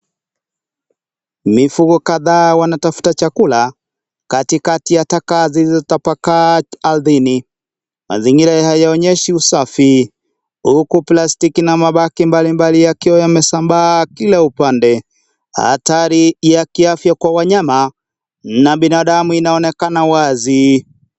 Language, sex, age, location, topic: Swahili, male, 25-35, Kisii, agriculture